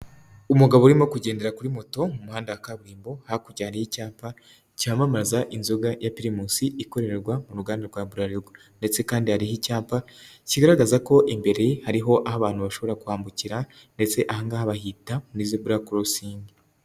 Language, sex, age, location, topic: Kinyarwanda, male, 18-24, Nyagatare, finance